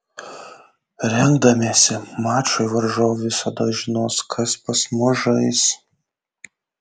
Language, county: Lithuanian, Kaunas